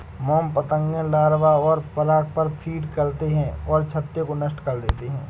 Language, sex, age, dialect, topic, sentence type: Hindi, male, 56-60, Awadhi Bundeli, agriculture, statement